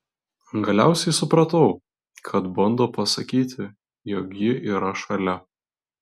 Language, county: Lithuanian, Vilnius